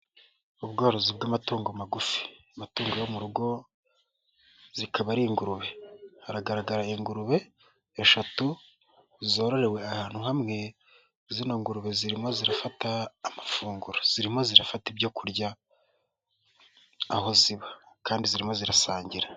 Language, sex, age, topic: Kinyarwanda, male, 18-24, agriculture